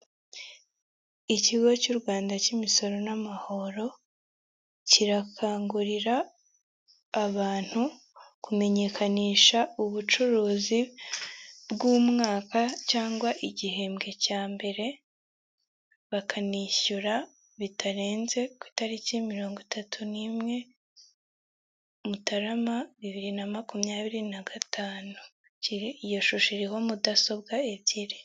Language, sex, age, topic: Kinyarwanda, female, 18-24, government